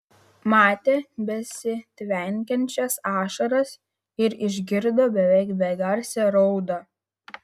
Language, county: Lithuanian, Vilnius